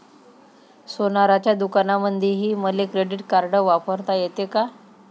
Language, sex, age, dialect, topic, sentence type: Marathi, female, 25-30, Varhadi, banking, question